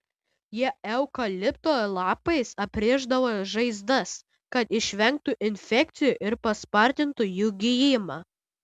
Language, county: Lithuanian, Utena